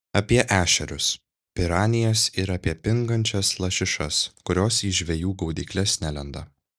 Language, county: Lithuanian, Šiauliai